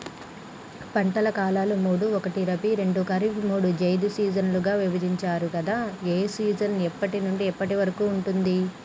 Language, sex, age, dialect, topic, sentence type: Telugu, male, 31-35, Telangana, agriculture, question